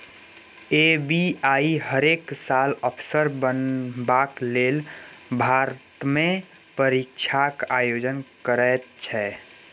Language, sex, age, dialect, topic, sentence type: Maithili, female, 60-100, Bajjika, banking, statement